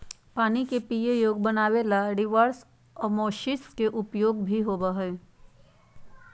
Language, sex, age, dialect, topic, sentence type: Magahi, female, 56-60, Western, agriculture, statement